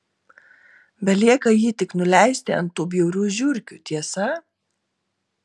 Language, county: Lithuanian, Telšiai